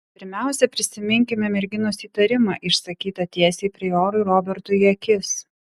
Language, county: Lithuanian, Vilnius